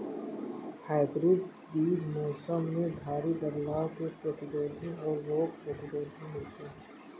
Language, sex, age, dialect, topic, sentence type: Hindi, male, 18-24, Kanauji Braj Bhasha, agriculture, statement